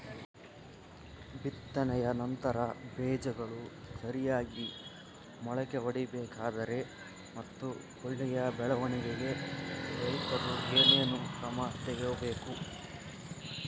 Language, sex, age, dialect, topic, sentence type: Kannada, male, 51-55, Central, agriculture, question